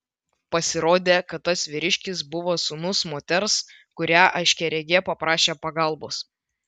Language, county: Lithuanian, Vilnius